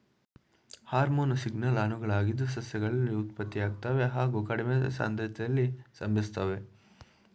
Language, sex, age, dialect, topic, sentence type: Kannada, male, 25-30, Mysore Kannada, agriculture, statement